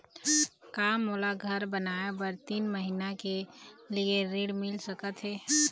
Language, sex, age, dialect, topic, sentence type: Chhattisgarhi, female, 25-30, Eastern, banking, question